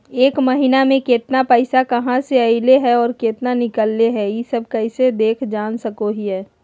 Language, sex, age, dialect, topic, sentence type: Magahi, female, 25-30, Southern, banking, question